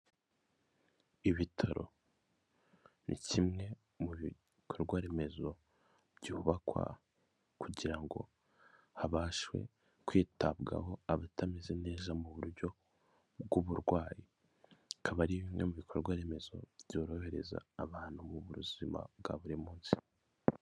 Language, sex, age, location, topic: Kinyarwanda, male, 25-35, Kigali, government